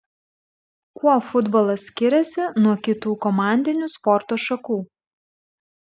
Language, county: Lithuanian, Klaipėda